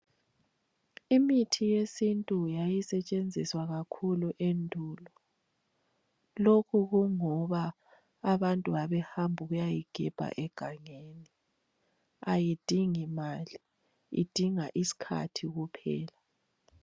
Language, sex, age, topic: North Ndebele, female, 25-35, health